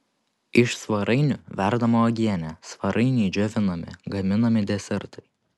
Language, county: Lithuanian, Panevėžys